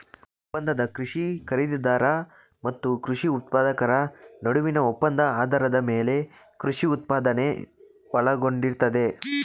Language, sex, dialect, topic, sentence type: Kannada, male, Mysore Kannada, agriculture, statement